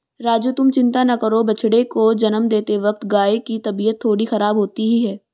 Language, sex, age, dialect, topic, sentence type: Hindi, female, 18-24, Marwari Dhudhari, agriculture, statement